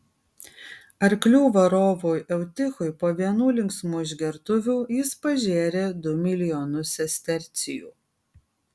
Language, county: Lithuanian, Kaunas